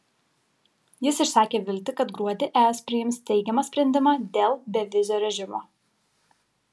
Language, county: Lithuanian, Kaunas